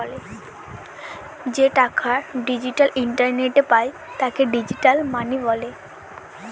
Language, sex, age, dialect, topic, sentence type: Bengali, female, 18-24, Northern/Varendri, banking, statement